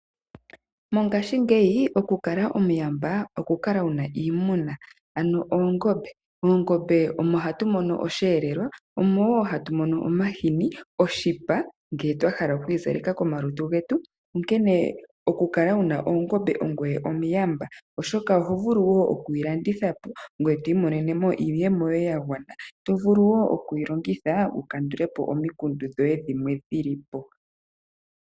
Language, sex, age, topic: Oshiwambo, female, 25-35, agriculture